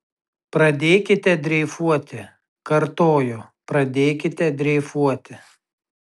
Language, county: Lithuanian, Tauragė